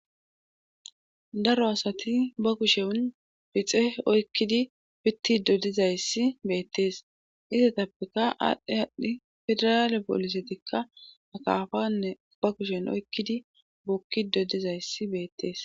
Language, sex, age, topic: Gamo, female, 25-35, government